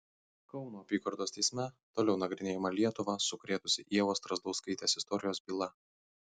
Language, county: Lithuanian, Kaunas